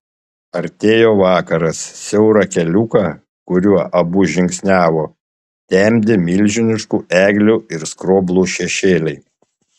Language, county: Lithuanian, Panevėžys